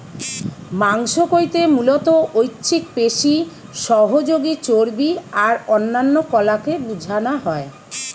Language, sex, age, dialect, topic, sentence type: Bengali, female, 46-50, Western, agriculture, statement